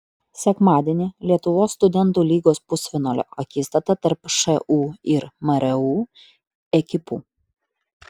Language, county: Lithuanian, Utena